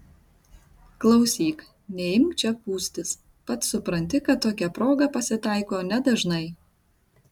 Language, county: Lithuanian, Tauragė